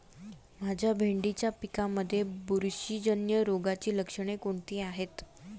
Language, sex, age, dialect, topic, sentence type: Marathi, female, 18-24, Standard Marathi, agriculture, question